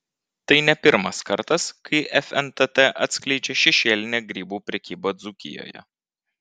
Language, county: Lithuanian, Vilnius